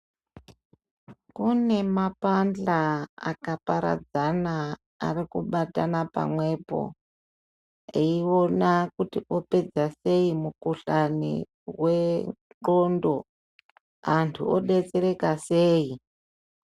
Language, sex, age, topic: Ndau, male, 25-35, health